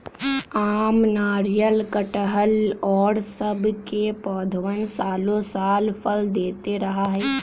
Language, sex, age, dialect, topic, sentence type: Magahi, male, 18-24, Western, agriculture, statement